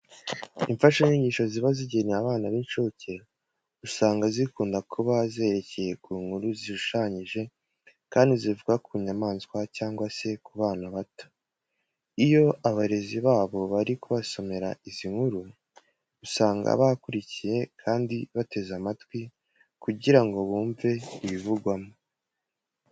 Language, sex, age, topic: Kinyarwanda, male, 18-24, education